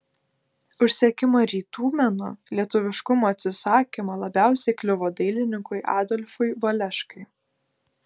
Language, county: Lithuanian, Klaipėda